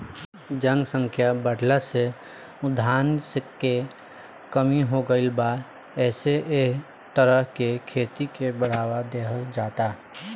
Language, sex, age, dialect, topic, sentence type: Bhojpuri, male, 18-24, Southern / Standard, agriculture, statement